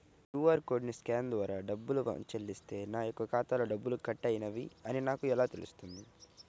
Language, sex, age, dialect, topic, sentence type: Telugu, male, 25-30, Central/Coastal, banking, question